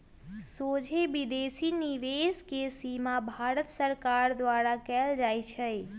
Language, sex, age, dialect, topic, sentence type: Magahi, female, 18-24, Western, banking, statement